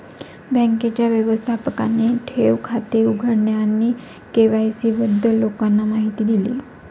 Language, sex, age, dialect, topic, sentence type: Marathi, female, 25-30, Standard Marathi, banking, statement